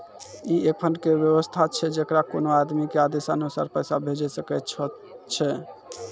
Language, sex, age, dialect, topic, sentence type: Maithili, male, 18-24, Angika, banking, question